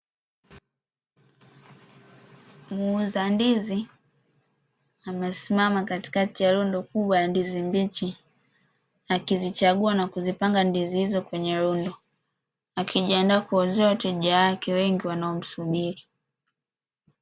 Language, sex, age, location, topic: Swahili, female, 18-24, Dar es Salaam, agriculture